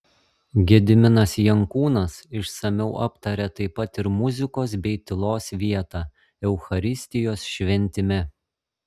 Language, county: Lithuanian, Šiauliai